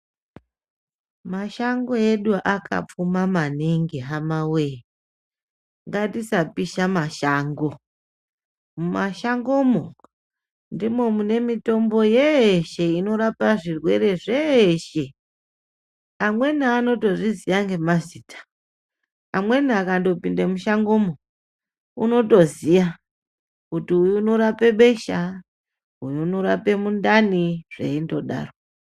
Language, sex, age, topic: Ndau, female, 36-49, health